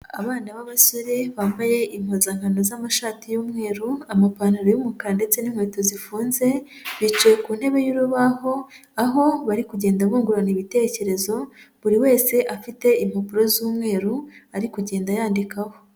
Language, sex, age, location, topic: Kinyarwanda, female, 25-35, Huye, education